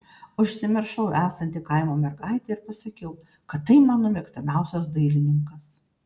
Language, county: Lithuanian, Panevėžys